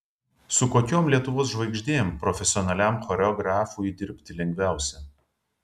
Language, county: Lithuanian, Vilnius